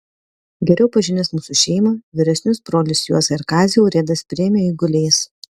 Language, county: Lithuanian, Panevėžys